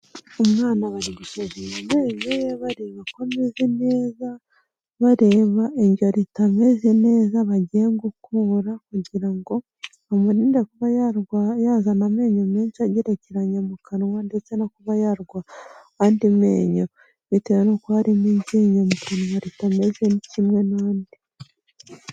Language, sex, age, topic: Kinyarwanda, female, 18-24, health